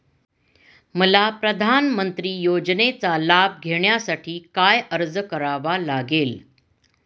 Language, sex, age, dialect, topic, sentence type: Marathi, female, 46-50, Standard Marathi, banking, question